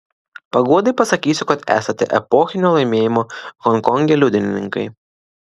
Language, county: Lithuanian, Klaipėda